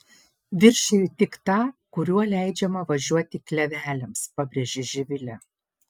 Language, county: Lithuanian, Panevėžys